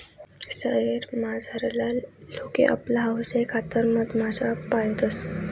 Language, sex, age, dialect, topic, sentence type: Marathi, female, 18-24, Northern Konkan, agriculture, statement